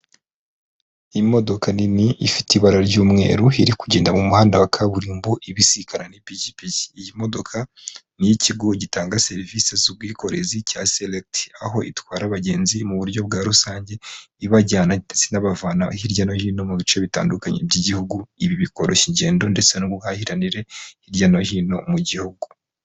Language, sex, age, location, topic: Kinyarwanda, female, 25-35, Kigali, government